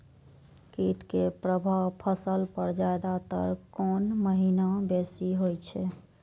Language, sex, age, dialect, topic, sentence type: Maithili, female, 25-30, Eastern / Thethi, agriculture, question